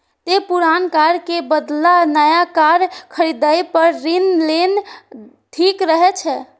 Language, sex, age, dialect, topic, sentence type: Maithili, female, 46-50, Eastern / Thethi, banking, statement